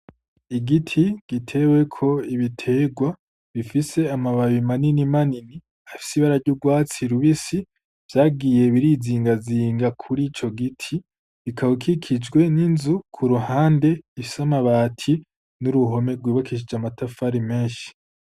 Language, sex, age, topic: Rundi, male, 18-24, agriculture